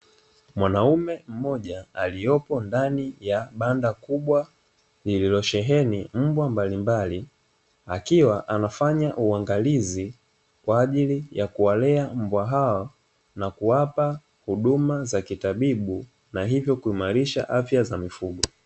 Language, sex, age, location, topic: Swahili, male, 25-35, Dar es Salaam, agriculture